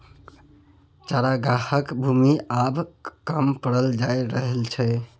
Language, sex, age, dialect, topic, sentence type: Maithili, male, 31-35, Bajjika, agriculture, statement